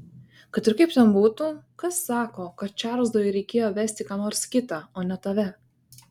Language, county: Lithuanian, Kaunas